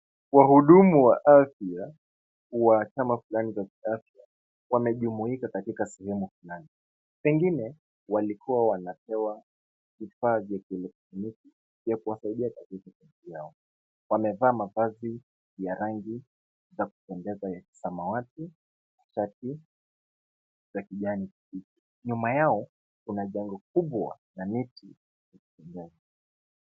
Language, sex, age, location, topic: Swahili, male, 25-35, Kisumu, health